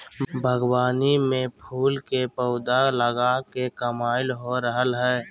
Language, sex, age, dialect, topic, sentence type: Magahi, male, 18-24, Southern, agriculture, statement